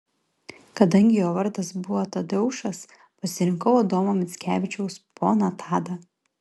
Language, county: Lithuanian, Klaipėda